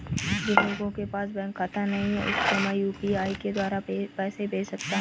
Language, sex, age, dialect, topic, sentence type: Hindi, female, 25-30, Marwari Dhudhari, banking, question